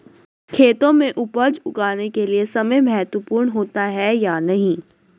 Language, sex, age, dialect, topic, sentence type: Hindi, female, 36-40, Hindustani Malvi Khadi Boli, agriculture, question